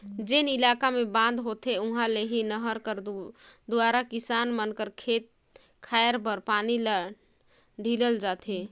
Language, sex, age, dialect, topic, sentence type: Chhattisgarhi, female, 18-24, Northern/Bhandar, agriculture, statement